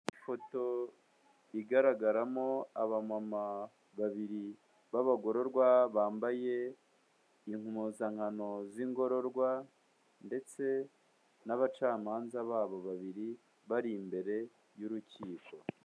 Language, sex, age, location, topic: Kinyarwanda, male, 18-24, Kigali, government